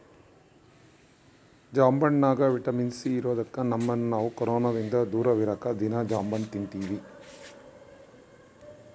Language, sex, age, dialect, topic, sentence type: Kannada, male, 56-60, Central, agriculture, statement